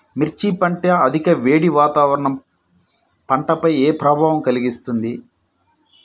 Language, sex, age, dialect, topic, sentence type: Telugu, male, 25-30, Central/Coastal, agriculture, question